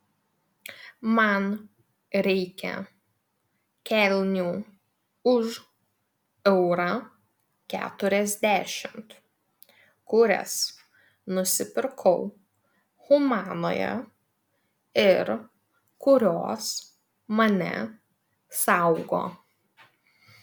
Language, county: Lithuanian, Vilnius